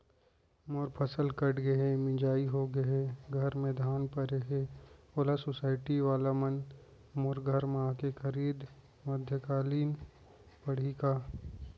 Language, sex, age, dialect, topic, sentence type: Chhattisgarhi, male, 25-30, Central, agriculture, question